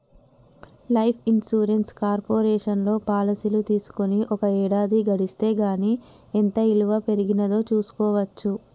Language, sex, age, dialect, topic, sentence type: Telugu, female, 18-24, Telangana, banking, statement